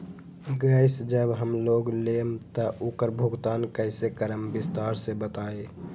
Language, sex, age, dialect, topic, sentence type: Magahi, male, 18-24, Western, banking, question